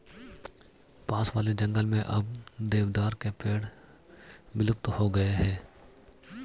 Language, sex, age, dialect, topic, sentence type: Hindi, male, 31-35, Marwari Dhudhari, agriculture, statement